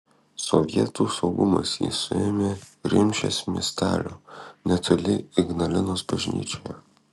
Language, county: Lithuanian, Kaunas